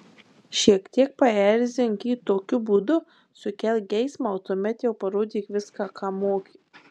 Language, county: Lithuanian, Marijampolė